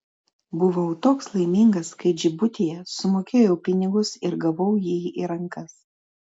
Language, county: Lithuanian, Telšiai